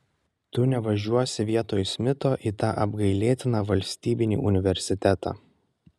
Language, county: Lithuanian, Kaunas